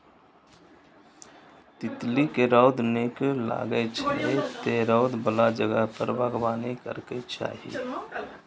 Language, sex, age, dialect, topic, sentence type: Maithili, male, 18-24, Eastern / Thethi, agriculture, statement